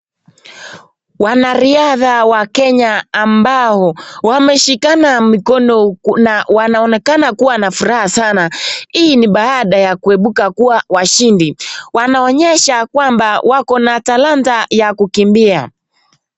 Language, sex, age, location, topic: Swahili, male, 18-24, Nakuru, government